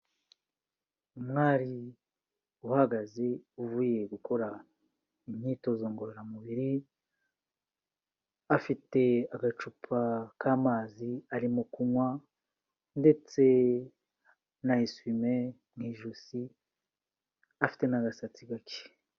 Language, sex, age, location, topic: Kinyarwanda, male, 36-49, Kigali, health